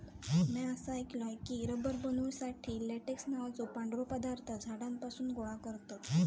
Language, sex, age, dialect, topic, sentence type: Marathi, female, 18-24, Southern Konkan, agriculture, statement